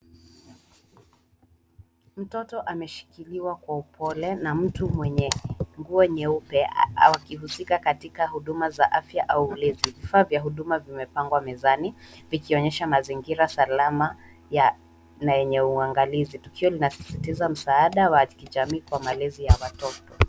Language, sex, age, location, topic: Swahili, female, 18-24, Nairobi, health